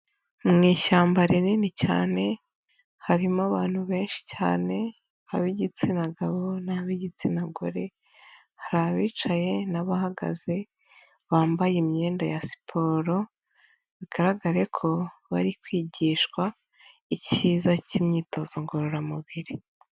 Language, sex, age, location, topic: Kinyarwanda, female, 25-35, Nyagatare, health